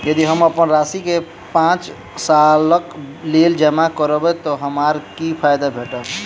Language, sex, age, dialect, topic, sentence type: Maithili, male, 18-24, Southern/Standard, banking, question